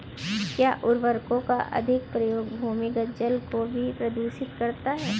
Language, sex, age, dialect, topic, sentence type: Hindi, female, 36-40, Kanauji Braj Bhasha, agriculture, statement